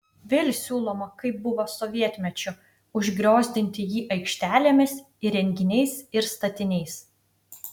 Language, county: Lithuanian, Utena